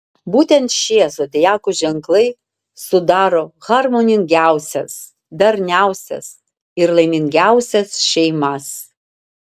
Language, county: Lithuanian, Vilnius